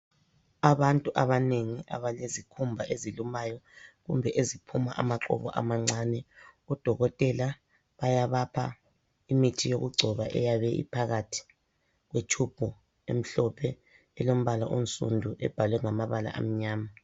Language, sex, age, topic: North Ndebele, female, 25-35, health